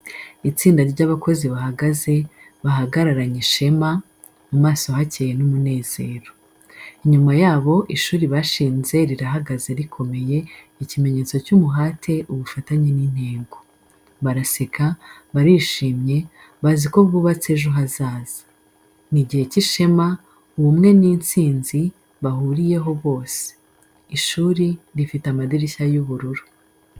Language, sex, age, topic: Kinyarwanda, female, 25-35, education